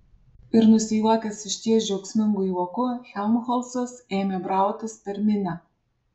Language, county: Lithuanian, Alytus